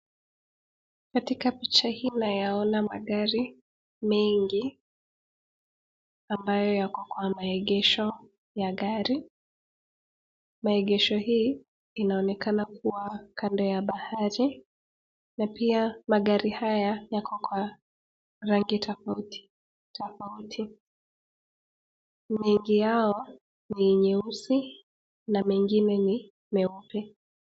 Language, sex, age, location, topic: Swahili, female, 18-24, Nakuru, finance